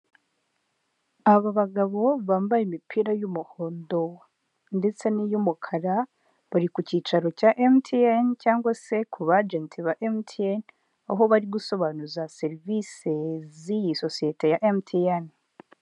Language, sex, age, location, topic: Kinyarwanda, female, 18-24, Huye, finance